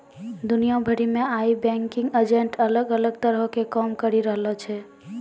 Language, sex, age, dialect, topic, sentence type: Maithili, female, 18-24, Angika, banking, statement